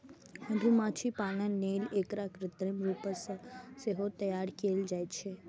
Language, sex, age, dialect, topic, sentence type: Maithili, female, 25-30, Eastern / Thethi, agriculture, statement